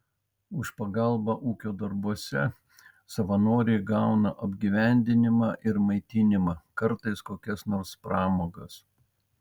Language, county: Lithuanian, Vilnius